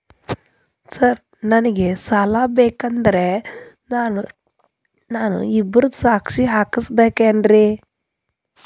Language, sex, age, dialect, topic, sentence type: Kannada, female, 31-35, Dharwad Kannada, banking, question